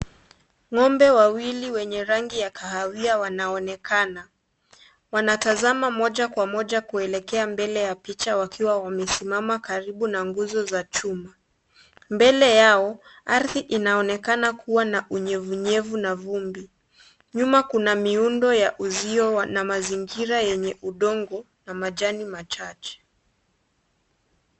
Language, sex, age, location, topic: Swahili, female, 25-35, Kisii, agriculture